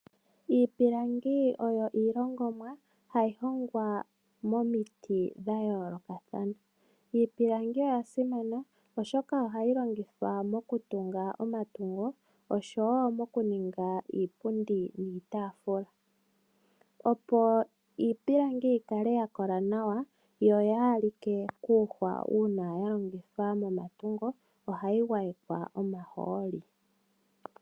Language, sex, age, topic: Oshiwambo, female, 25-35, finance